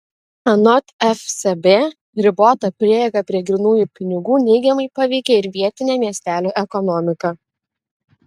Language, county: Lithuanian, Kaunas